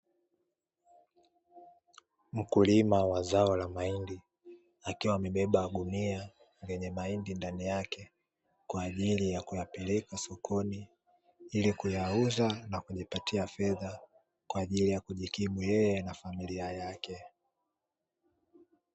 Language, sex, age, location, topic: Swahili, male, 18-24, Dar es Salaam, agriculture